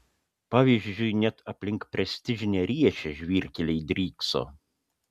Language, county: Lithuanian, Panevėžys